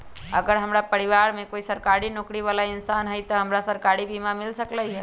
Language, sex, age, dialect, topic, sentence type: Magahi, female, 25-30, Western, agriculture, question